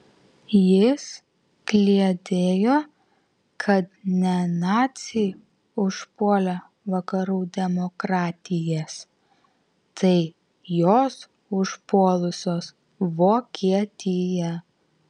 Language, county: Lithuanian, Vilnius